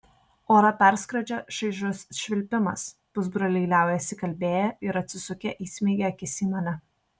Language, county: Lithuanian, Kaunas